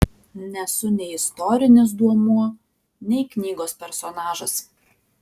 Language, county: Lithuanian, Alytus